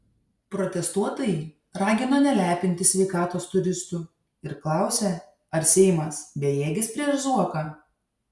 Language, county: Lithuanian, Šiauliai